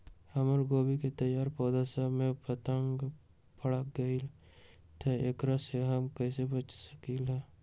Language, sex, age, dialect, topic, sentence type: Magahi, male, 18-24, Western, agriculture, question